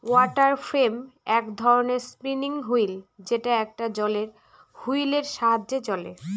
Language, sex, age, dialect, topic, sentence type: Bengali, female, 36-40, Northern/Varendri, agriculture, statement